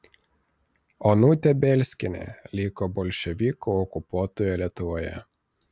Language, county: Lithuanian, Vilnius